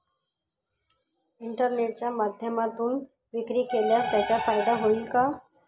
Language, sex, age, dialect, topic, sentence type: Marathi, female, 51-55, Northern Konkan, agriculture, question